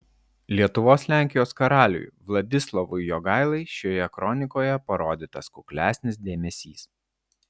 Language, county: Lithuanian, Vilnius